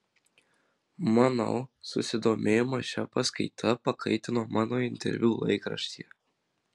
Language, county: Lithuanian, Marijampolė